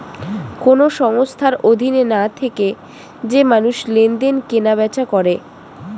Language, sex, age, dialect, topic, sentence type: Bengali, female, 18-24, Standard Colloquial, banking, statement